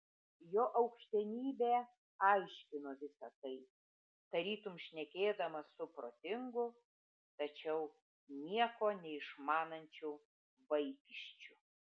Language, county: Lithuanian, Vilnius